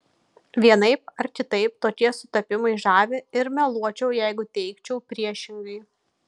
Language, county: Lithuanian, Kaunas